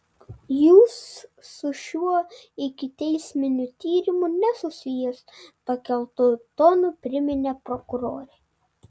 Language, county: Lithuanian, Vilnius